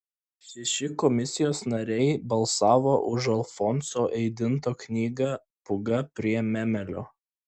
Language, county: Lithuanian, Klaipėda